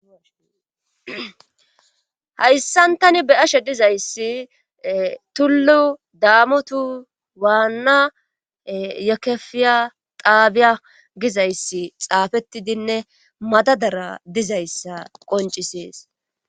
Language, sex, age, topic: Gamo, female, 25-35, government